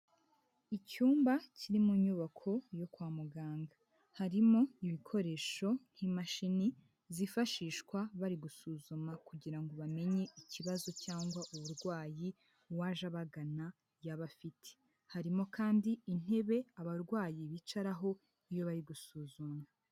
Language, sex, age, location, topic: Kinyarwanda, female, 18-24, Huye, health